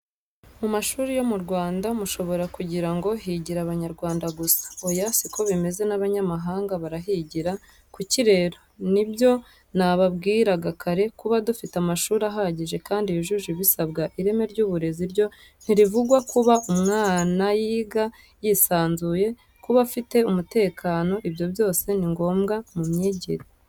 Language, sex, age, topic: Kinyarwanda, female, 18-24, education